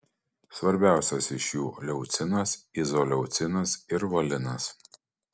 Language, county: Lithuanian, Panevėžys